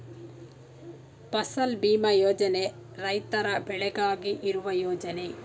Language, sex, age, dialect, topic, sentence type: Kannada, female, 46-50, Mysore Kannada, banking, statement